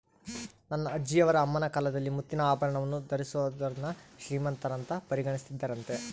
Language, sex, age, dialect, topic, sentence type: Kannada, female, 18-24, Central, agriculture, statement